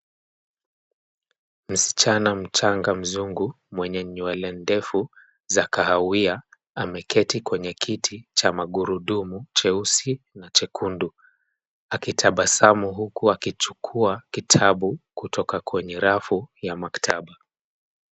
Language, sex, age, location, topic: Swahili, male, 25-35, Nairobi, education